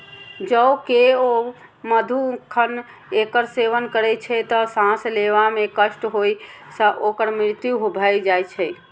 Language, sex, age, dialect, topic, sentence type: Maithili, female, 60-100, Eastern / Thethi, agriculture, statement